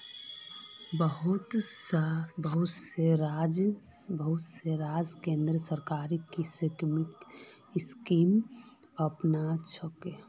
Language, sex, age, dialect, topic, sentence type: Magahi, female, 25-30, Northeastern/Surjapuri, banking, statement